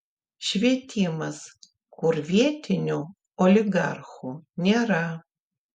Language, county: Lithuanian, Klaipėda